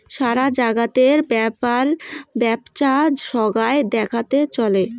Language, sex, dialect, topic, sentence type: Bengali, female, Rajbangshi, banking, statement